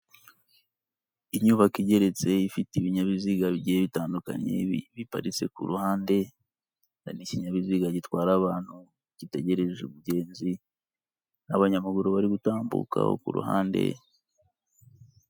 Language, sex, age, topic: Kinyarwanda, male, 25-35, government